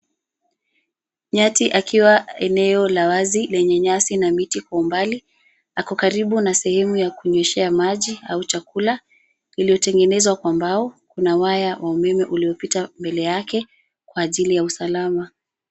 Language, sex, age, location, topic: Swahili, female, 36-49, Nairobi, government